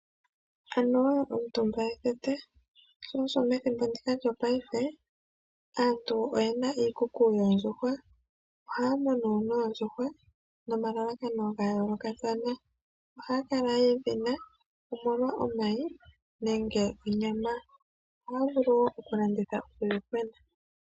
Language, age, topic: Oshiwambo, 36-49, agriculture